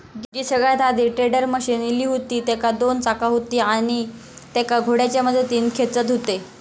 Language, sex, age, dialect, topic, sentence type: Marathi, female, 18-24, Southern Konkan, agriculture, statement